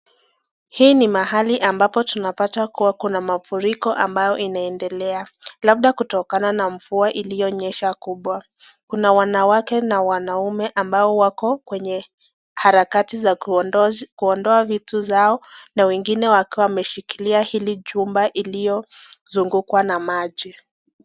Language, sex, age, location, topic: Swahili, female, 18-24, Nakuru, health